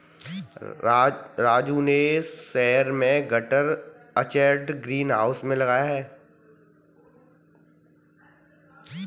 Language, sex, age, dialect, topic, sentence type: Hindi, male, 25-30, Kanauji Braj Bhasha, agriculture, statement